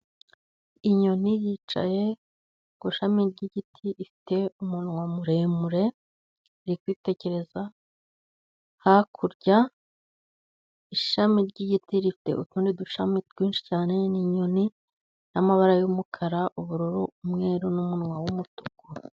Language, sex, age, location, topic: Kinyarwanda, female, 25-35, Musanze, agriculture